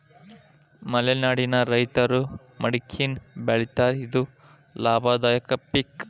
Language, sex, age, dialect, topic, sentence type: Kannada, male, 25-30, Dharwad Kannada, agriculture, statement